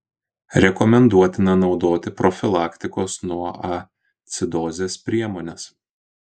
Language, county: Lithuanian, Kaunas